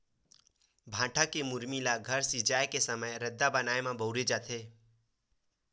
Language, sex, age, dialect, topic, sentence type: Chhattisgarhi, male, 18-24, Western/Budati/Khatahi, agriculture, statement